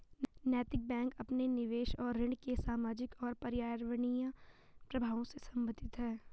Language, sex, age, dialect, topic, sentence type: Hindi, female, 51-55, Garhwali, banking, statement